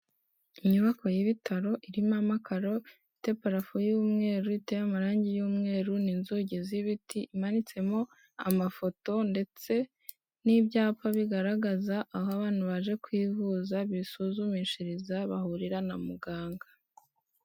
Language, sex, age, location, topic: Kinyarwanda, female, 18-24, Kigali, health